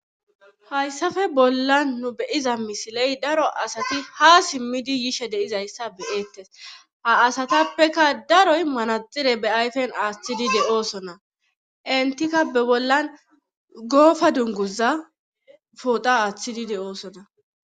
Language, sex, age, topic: Gamo, female, 25-35, government